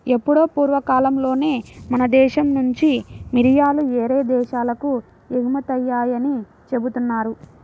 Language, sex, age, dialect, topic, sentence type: Telugu, female, 25-30, Central/Coastal, banking, statement